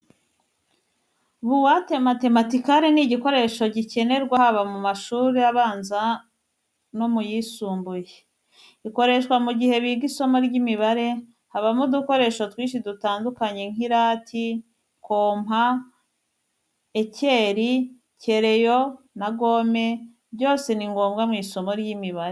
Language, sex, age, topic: Kinyarwanda, female, 25-35, education